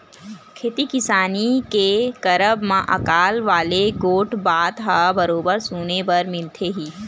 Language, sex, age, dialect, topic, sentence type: Chhattisgarhi, female, 18-24, Western/Budati/Khatahi, agriculture, statement